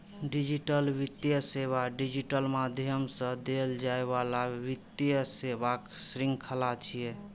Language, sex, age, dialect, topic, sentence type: Maithili, male, 25-30, Eastern / Thethi, banking, statement